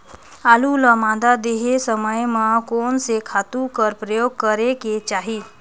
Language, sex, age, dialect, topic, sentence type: Chhattisgarhi, female, 18-24, Northern/Bhandar, agriculture, question